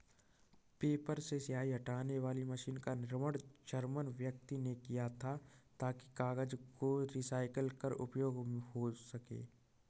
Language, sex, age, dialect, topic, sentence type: Hindi, male, 36-40, Kanauji Braj Bhasha, agriculture, statement